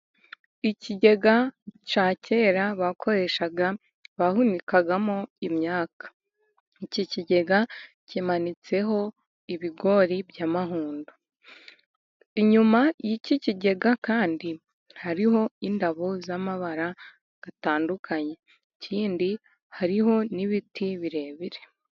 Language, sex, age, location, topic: Kinyarwanda, female, 18-24, Musanze, government